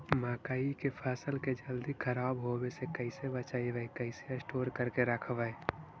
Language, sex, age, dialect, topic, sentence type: Magahi, male, 56-60, Central/Standard, agriculture, question